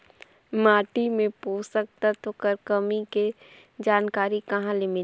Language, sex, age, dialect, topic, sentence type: Chhattisgarhi, female, 18-24, Northern/Bhandar, agriculture, question